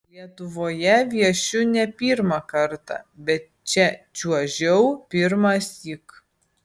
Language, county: Lithuanian, Vilnius